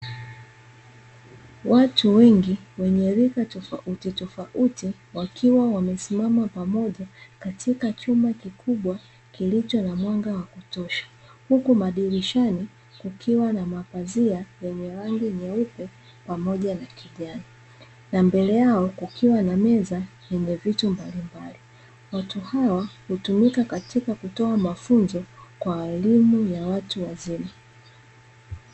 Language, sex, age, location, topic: Swahili, female, 25-35, Dar es Salaam, education